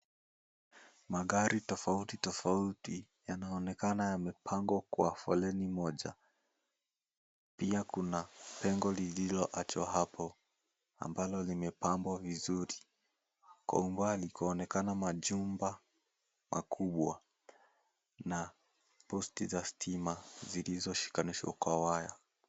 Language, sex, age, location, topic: Swahili, male, 18-24, Mombasa, finance